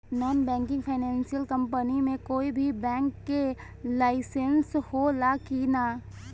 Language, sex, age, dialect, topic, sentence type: Bhojpuri, female, 18-24, Northern, banking, question